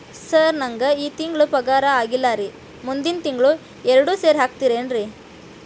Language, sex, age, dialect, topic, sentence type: Kannada, female, 18-24, Dharwad Kannada, banking, question